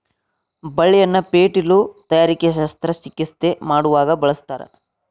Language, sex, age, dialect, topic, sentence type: Kannada, male, 46-50, Dharwad Kannada, agriculture, statement